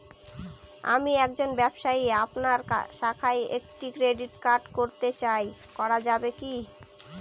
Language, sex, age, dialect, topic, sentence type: Bengali, female, 18-24, Northern/Varendri, banking, question